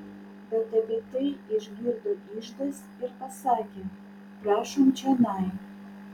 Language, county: Lithuanian, Vilnius